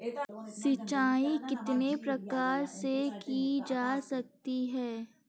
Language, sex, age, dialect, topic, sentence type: Hindi, female, 18-24, Kanauji Braj Bhasha, agriculture, question